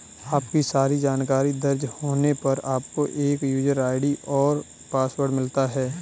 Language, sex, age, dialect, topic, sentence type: Hindi, male, 25-30, Kanauji Braj Bhasha, banking, statement